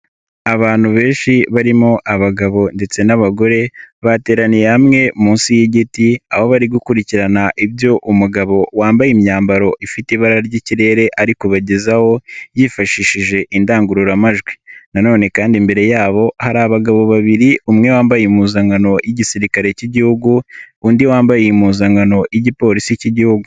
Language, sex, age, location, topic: Kinyarwanda, male, 18-24, Nyagatare, government